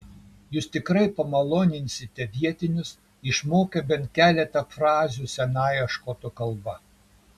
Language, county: Lithuanian, Kaunas